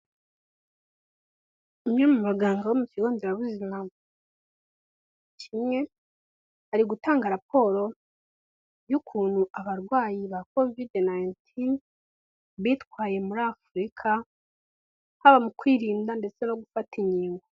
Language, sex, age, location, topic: Kinyarwanda, female, 18-24, Kigali, health